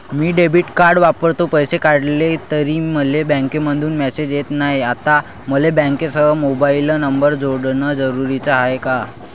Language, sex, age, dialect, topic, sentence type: Marathi, male, 18-24, Varhadi, banking, question